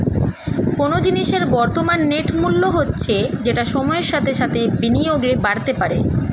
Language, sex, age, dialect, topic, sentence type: Bengali, male, 25-30, Standard Colloquial, banking, statement